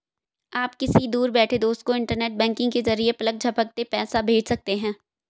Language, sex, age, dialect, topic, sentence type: Hindi, female, 18-24, Hindustani Malvi Khadi Boli, banking, statement